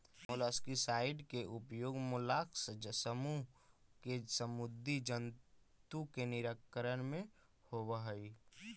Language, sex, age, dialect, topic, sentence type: Magahi, male, 18-24, Central/Standard, banking, statement